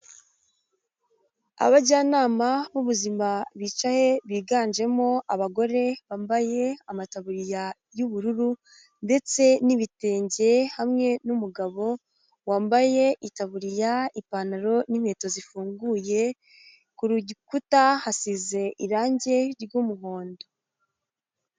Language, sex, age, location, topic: Kinyarwanda, female, 18-24, Huye, health